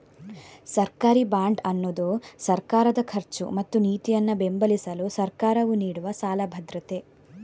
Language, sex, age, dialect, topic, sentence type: Kannada, female, 46-50, Coastal/Dakshin, banking, statement